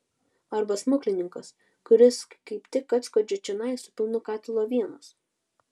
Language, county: Lithuanian, Utena